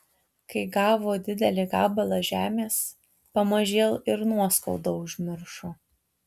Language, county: Lithuanian, Tauragė